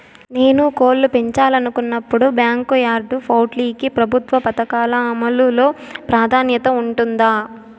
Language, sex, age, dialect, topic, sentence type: Telugu, female, 18-24, Southern, agriculture, question